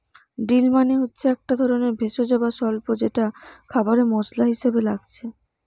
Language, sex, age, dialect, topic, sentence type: Bengali, female, 18-24, Western, agriculture, statement